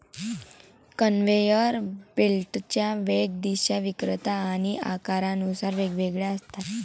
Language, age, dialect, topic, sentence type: Marathi, <18, Varhadi, agriculture, statement